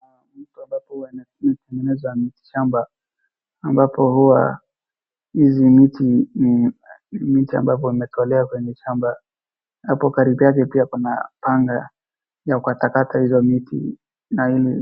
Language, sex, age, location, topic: Swahili, female, 36-49, Wajir, health